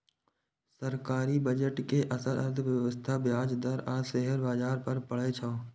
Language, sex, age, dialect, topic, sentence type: Maithili, male, 18-24, Eastern / Thethi, banking, statement